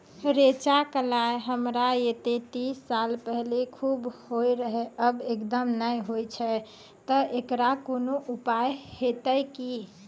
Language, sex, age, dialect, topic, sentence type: Maithili, female, 18-24, Angika, agriculture, question